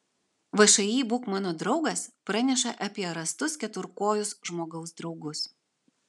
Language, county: Lithuanian, Vilnius